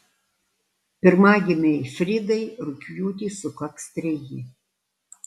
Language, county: Lithuanian, Alytus